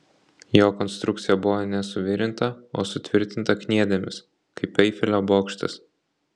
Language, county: Lithuanian, Kaunas